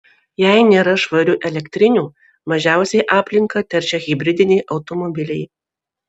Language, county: Lithuanian, Vilnius